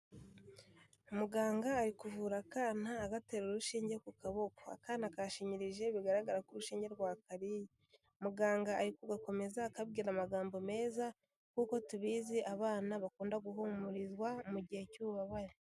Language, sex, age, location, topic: Kinyarwanda, female, 18-24, Kigali, health